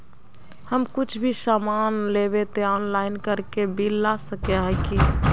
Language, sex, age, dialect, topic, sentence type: Magahi, female, 51-55, Northeastern/Surjapuri, banking, question